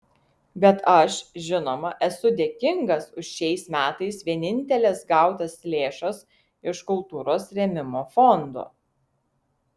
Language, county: Lithuanian, Vilnius